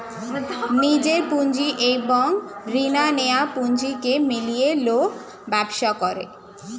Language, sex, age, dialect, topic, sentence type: Bengali, female, 18-24, Standard Colloquial, banking, statement